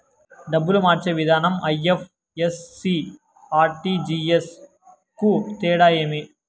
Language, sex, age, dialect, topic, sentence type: Telugu, male, 18-24, Southern, banking, question